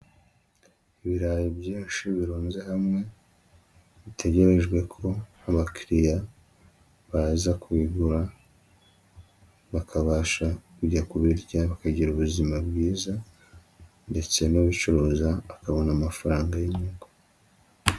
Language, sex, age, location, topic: Kinyarwanda, male, 25-35, Huye, agriculture